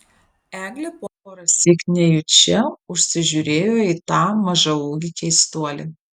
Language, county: Lithuanian, Vilnius